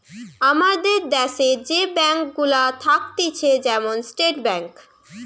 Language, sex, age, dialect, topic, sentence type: Bengali, female, <18, Western, banking, statement